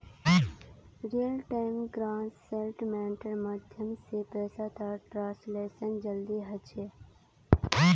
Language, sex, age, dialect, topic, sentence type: Magahi, female, 18-24, Northeastern/Surjapuri, banking, statement